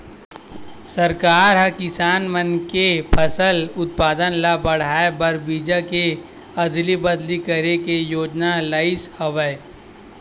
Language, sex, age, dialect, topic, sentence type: Chhattisgarhi, male, 18-24, Western/Budati/Khatahi, agriculture, statement